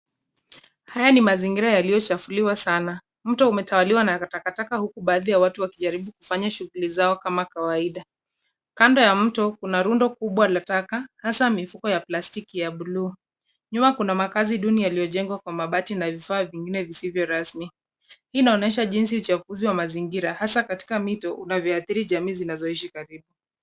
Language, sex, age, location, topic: Swahili, female, 25-35, Nairobi, government